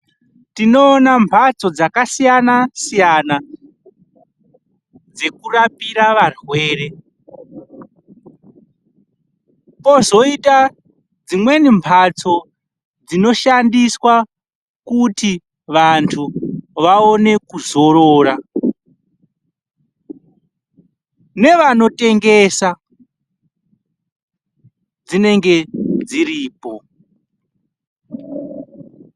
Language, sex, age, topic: Ndau, male, 25-35, health